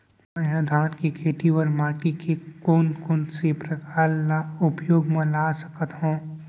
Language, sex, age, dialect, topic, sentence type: Chhattisgarhi, male, 18-24, Central, agriculture, question